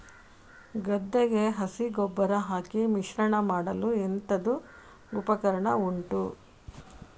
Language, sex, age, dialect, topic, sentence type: Kannada, female, 18-24, Coastal/Dakshin, agriculture, question